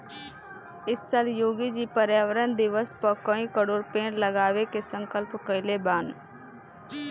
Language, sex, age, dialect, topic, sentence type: Bhojpuri, female, 25-30, Northern, agriculture, statement